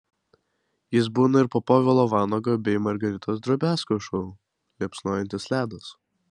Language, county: Lithuanian, Vilnius